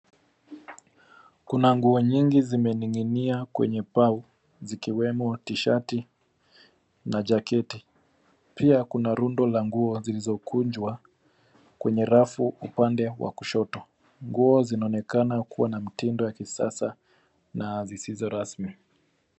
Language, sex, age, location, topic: Swahili, male, 25-35, Nairobi, finance